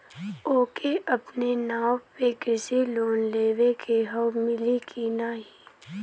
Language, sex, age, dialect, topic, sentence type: Bhojpuri, female, <18, Western, banking, question